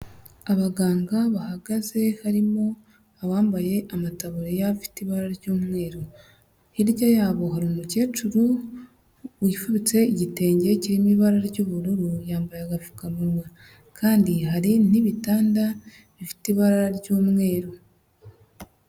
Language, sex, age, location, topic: Kinyarwanda, male, 50+, Huye, health